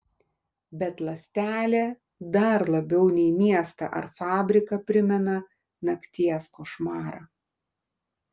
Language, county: Lithuanian, Klaipėda